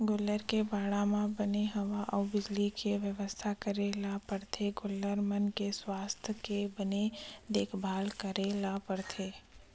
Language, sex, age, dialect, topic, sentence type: Chhattisgarhi, female, 25-30, Western/Budati/Khatahi, agriculture, statement